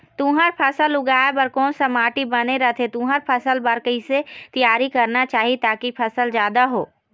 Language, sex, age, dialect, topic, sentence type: Chhattisgarhi, female, 18-24, Eastern, agriculture, question